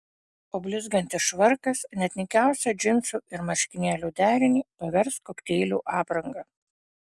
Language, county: Lithuanian, Panevėžys